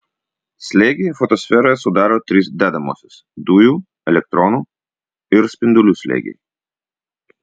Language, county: Lithuanian, Vilnius